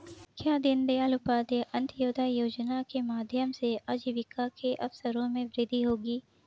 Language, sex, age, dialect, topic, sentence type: Hindi, female, 56-60, Marwari Dhudhari, banking, statement